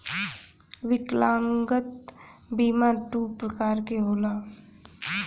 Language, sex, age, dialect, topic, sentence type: Bhojpuri, female, 18-24, Western, banking, statement